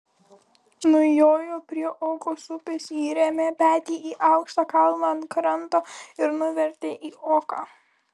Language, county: Lithuanian, Kaunas